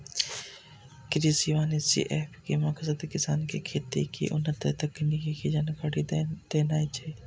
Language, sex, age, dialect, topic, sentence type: Maithili, male, 18-24, Eastern / Thethi, agriculture, statement